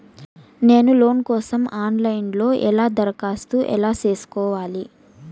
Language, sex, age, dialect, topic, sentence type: Telugu, female, 25-30, Southern, banking, question